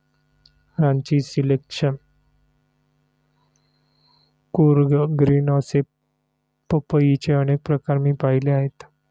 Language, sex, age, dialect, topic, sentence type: Marathi, male, 31-35, Standard Marathi, agriculture, statement